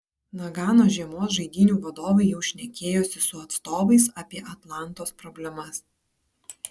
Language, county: Lithuanian, Kaunas